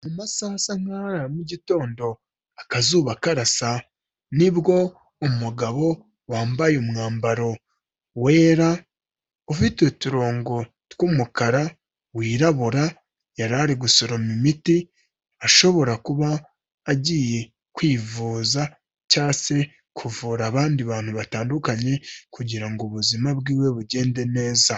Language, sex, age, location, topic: Kinyarwanda, female, 25-35, Kigali, health